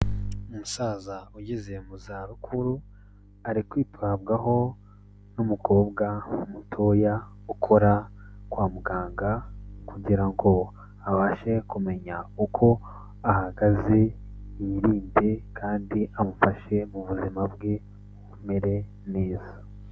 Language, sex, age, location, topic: Kinyarwanda, male, 18-24, Kigali, health